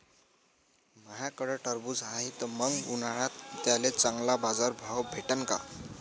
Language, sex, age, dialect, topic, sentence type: Marathi, male, 18-24, Varhadi, agriculture, question